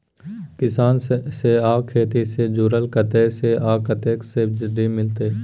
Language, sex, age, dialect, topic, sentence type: Maithili, male, 18-24, Bajjika, agriculture, question